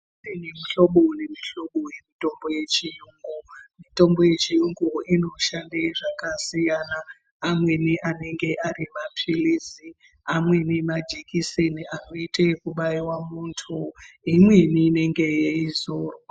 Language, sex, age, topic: Ndau, female, 36-49, health